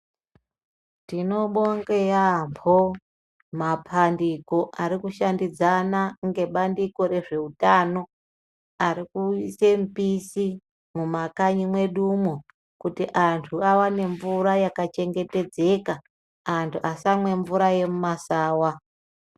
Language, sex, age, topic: Ndau, female, 25-35, health